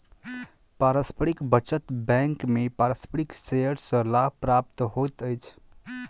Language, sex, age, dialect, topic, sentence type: Maithili, male, 25-30, Southern/Standard, banking, statement